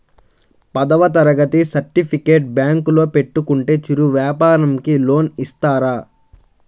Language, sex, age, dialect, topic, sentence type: Telugu, male, 18-24, Central/Coastal, banking, question